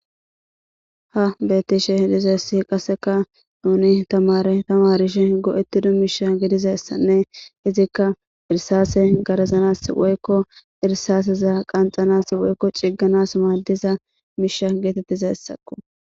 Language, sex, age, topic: Gamo, female, 18-24, government